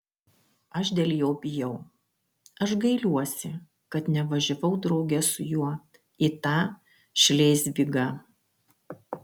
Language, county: Lithuanian, Kaunas